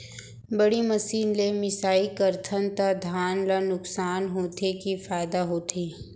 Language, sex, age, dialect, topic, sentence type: Chhattisgarhi, female, 25-30, Central, agriculture, question